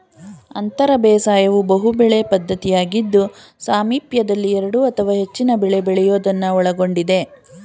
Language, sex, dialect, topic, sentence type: Kannada, female, Mysore Kannada, agriculture, statement